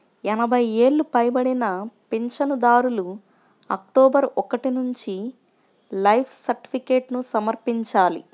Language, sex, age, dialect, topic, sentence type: Telugu, male, 25-30, Central/Coastal, banking, statement